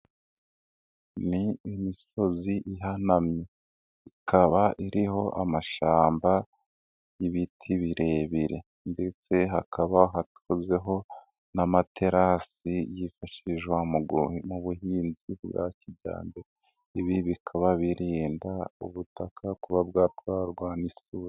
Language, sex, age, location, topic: Kinyarwanda, male, 18-24, Nyagatare, agriculture